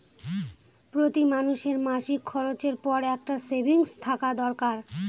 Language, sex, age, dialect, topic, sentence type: Bengali, female, 25-30, Northern/Varendri, banking, statement